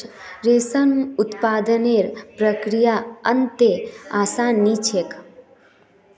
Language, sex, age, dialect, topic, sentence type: Magahi, female, 18-24, Northeastern/Surjapuri, agriculture, statement